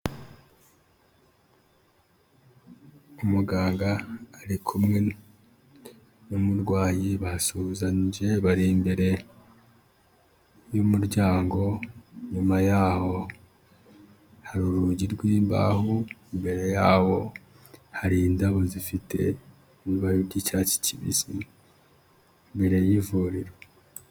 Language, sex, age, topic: Kinyarwanda, male, 25-35, health